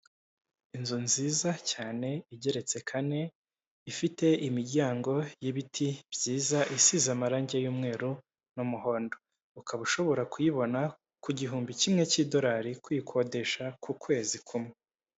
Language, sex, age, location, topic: Kinyarwanda, male, 25-35, Kigali, finance